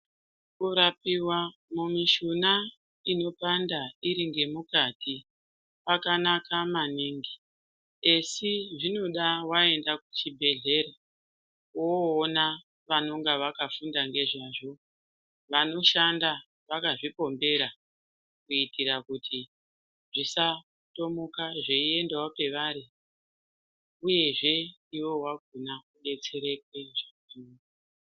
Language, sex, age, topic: Ndau, female, 36-49, health